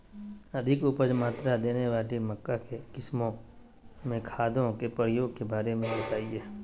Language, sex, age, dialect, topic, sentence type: Magahi, male, 18-24, Southern, agriculture, question